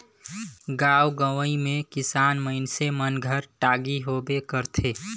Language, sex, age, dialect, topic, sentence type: Chhattisgarhi, male, 25-30, Northern/Bhandar, agriculture, statement